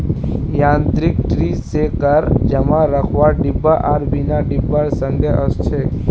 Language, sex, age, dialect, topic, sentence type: Magahi, male, 18-24, Northeastern/Surjapuri, agriculture, statement